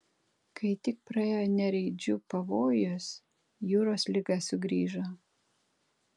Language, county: Lithuanian, Kaunas